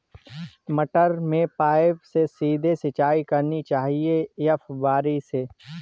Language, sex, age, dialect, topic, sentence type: Hindi, male, 18-24, Awadhi Bundeli, agriculture, question